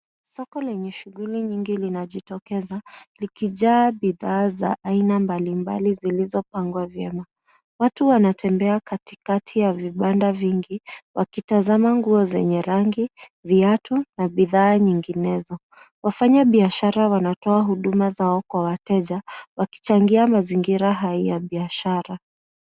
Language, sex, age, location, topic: Swahili, female, 25-35, Nairobi, finance